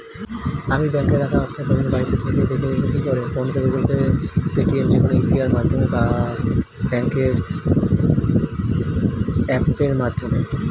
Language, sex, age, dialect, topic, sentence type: Bengali, male, 25-30, Standard Colloquial, banking, question